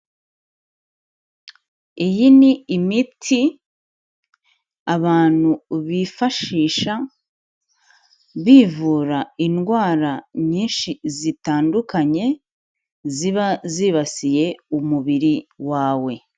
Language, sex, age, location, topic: Kinyarwanda, female, 25-35, Kigali, health